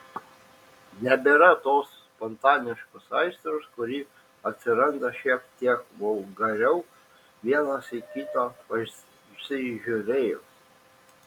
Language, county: Lithuanian, Šiauliai